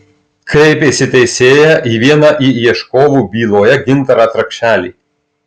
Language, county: Lithuanian, Marijampolė